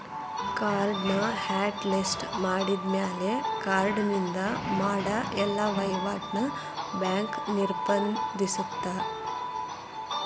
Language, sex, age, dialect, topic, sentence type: Kannada, female, 18-24, Dharwad Kannada, banking, statement